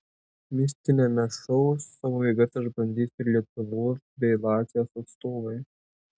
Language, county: Lithuanian, Tauragė